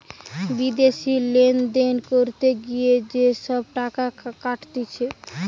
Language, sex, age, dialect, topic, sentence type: Bengali, female, 18-24, Western, banking, statement